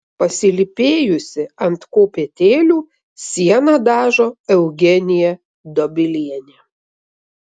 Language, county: Lithuanian, Vilnius